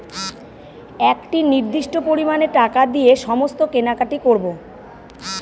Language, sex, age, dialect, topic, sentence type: Bengali, female, 41-45, Northern/Varendri, banking, statement